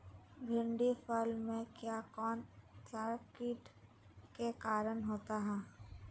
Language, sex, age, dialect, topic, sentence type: Magahi, female, 25-30, Southern, agriculture, question